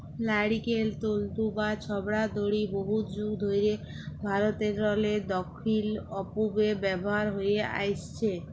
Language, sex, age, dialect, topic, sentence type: Bengali, female, 25-30, Jharkhandi, agriculture, statement